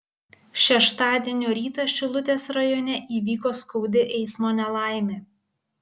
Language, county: Lithuanian, Kaunas